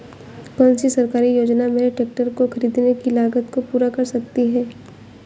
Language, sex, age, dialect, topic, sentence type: Hindi, female, 18-24, Awadhi Bundeli, agriculture, question